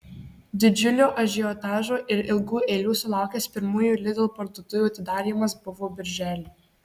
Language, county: Lithuanian, Marijampolė